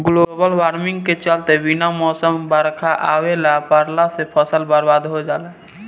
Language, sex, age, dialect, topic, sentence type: Bhojpuri, male, <18, Southern / Standard, agriculture, statement